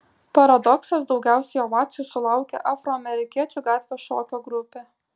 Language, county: Lithuanian, Kaunas